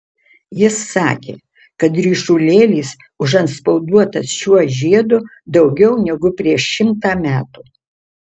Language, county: Lithuanian, Utena